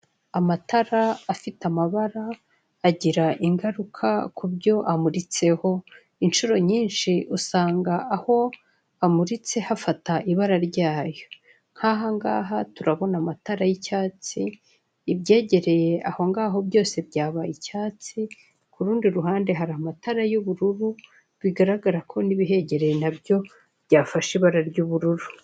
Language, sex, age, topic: Kinyarwanda, male, 36-49, finance